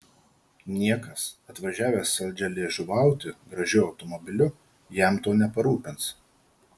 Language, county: Lithuanian, Marijampolė